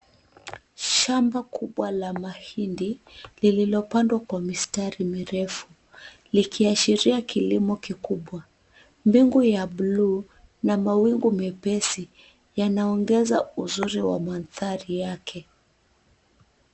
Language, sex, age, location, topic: Swahili, female, 36-49, Nairobi, agriculture